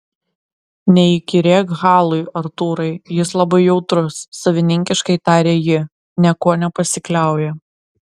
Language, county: Lithuanian, Klaipėda